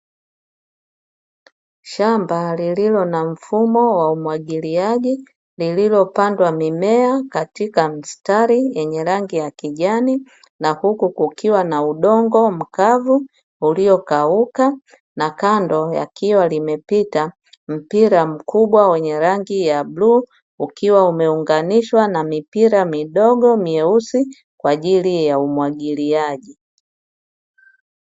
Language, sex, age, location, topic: Swahili, female, 50+, Dar es Salaam, agriculture